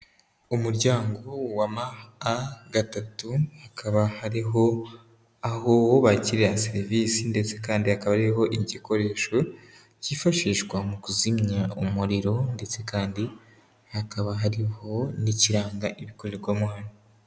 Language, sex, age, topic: Kinyarwanda, female, 18-24, education